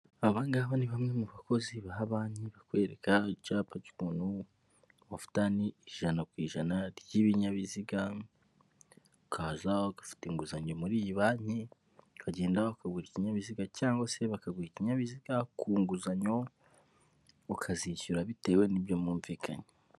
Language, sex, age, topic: Kinyarwanda, male, 25-35, finance